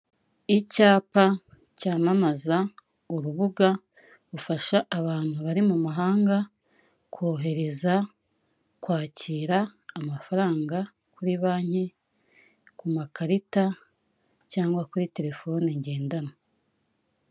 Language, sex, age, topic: Kinyarwanda, female, 25-35, finance